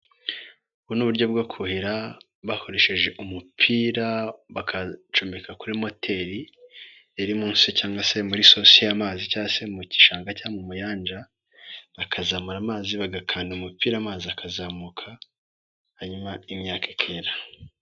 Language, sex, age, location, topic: Kinyarwanda, male, 18-24, Nyagatare, agriculture